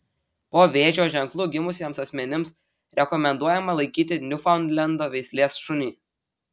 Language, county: Lithuanian, Telšiai